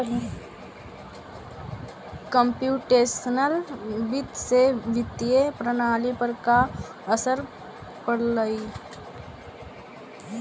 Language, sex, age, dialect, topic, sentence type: Magahi, female, 46-50, Central/Standard, banking, statement